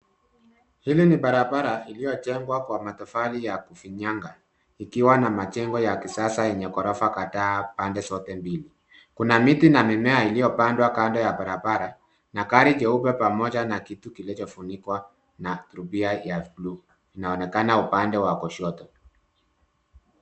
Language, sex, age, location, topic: Swahili, male, 50+, Nairobi, finance